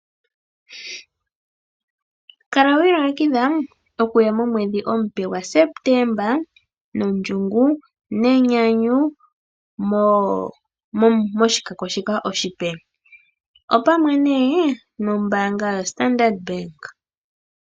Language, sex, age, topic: Oshiwambo, male, 25-35, finance